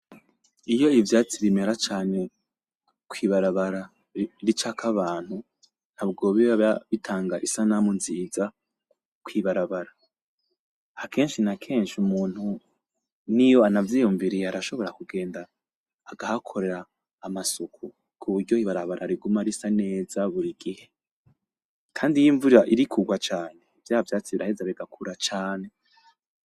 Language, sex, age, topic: Rundi, male, 25-35, agriculture